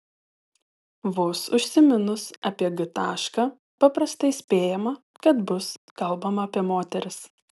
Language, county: Lithuanian, Telšiai